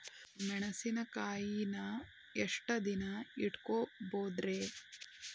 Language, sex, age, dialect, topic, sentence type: Kannada, female, 18-24, Dharwad Kannada, agriculture, question